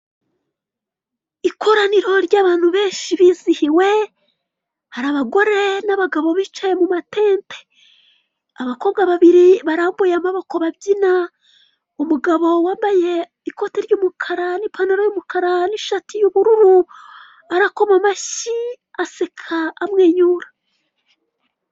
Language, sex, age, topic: Kinyarwanda, female, 36-49, government